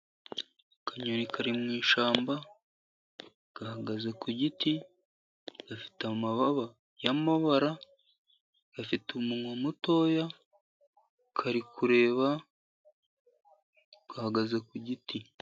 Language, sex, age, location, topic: Kinyarwanda, male, 50+, Musanze, agriculture